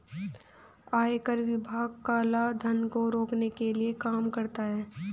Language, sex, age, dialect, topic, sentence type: Hindi, female, 18-24, Hindustani Malvi Khadi Boli, banking, statement